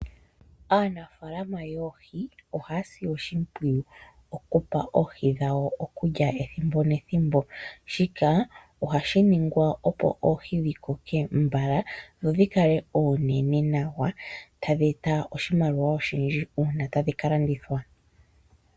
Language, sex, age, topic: Oshiwambo, female, 25-35, agriculture